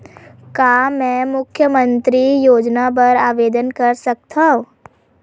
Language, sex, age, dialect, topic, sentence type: Chhattisgarhi, female, 25-30, Western/Budati/Khatahi, banking, question